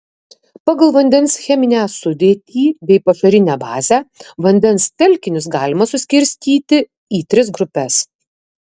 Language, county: Lithuanian, Kaunas